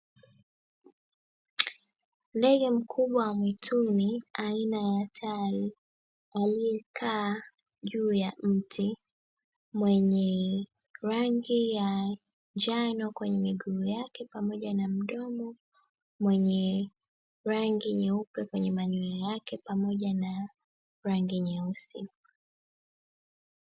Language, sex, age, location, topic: Swahili, female, 25-35, Dar es Salaam, agriculture